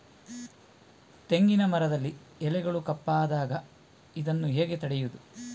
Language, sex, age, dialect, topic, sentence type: Kannada, male, 41-45, Coastal/Dakshin, agriculture, question